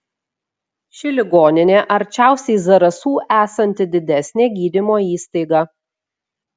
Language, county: Lithuanian, Šiauliai